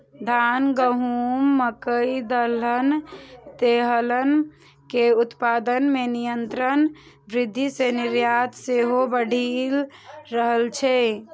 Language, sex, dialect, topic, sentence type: Maithili, female, Eastern / Thethi, agriculture, statement